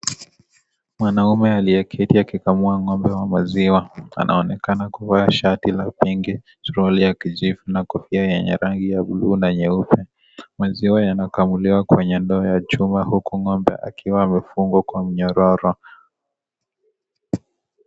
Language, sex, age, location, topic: Swahili, male, 25-35, Kisii, agriculture